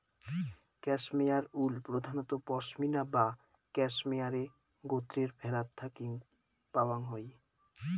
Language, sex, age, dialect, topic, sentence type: Bengali, male, 18-24, Rajbangshi, agriculture, statement